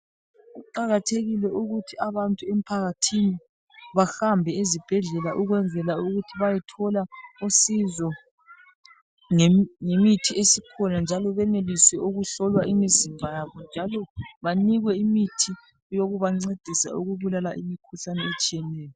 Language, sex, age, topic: North Ndebele, male, 36-49, health